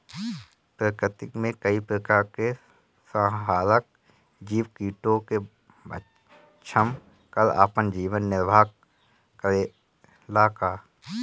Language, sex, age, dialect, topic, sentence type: Bhojpuri, male, 31-35, Northern, agriculture, question